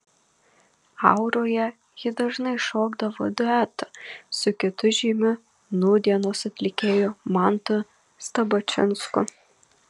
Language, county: Lithuanian, Marijampolė